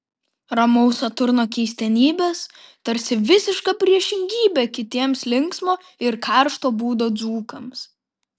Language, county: Lithuanian, Vilnius